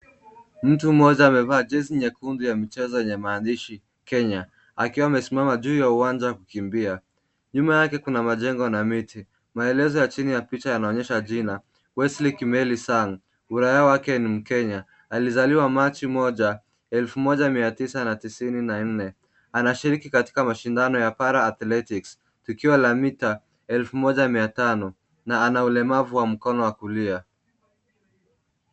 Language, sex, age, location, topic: Swahili, male, 18-24, Kisumu, education